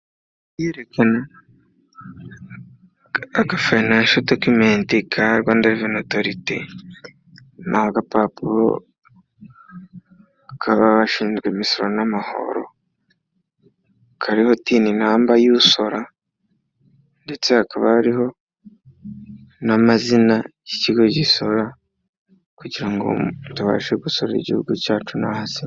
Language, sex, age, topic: Kinyarwanda, male, 25-35, finance